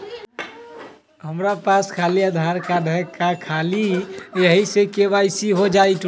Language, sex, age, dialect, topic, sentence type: Magahi, male, 18-24, Western, banking, question